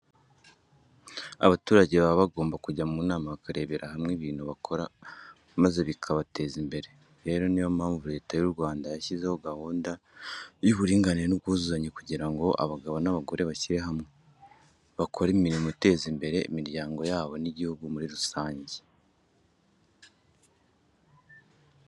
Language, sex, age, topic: Kinyarwanda, male, 25-35, education